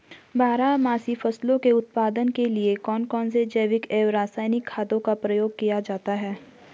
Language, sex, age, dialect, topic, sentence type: Hindi, female, 41-45, Garhwali, agriculture, question